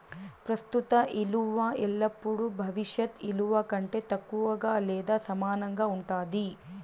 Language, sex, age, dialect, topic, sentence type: Telugu, female, 18-24, Southern, banking, statement